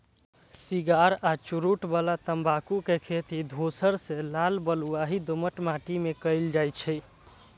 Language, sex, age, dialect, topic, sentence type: Maithili, male, 18-24, Eastern / Thethi, agriculture, statement